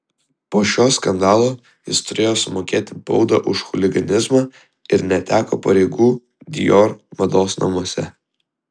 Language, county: Lithuanian, Vilnius